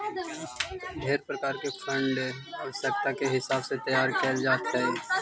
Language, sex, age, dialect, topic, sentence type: Magahi, male, 25-30, Central/Standard, agriculture, statement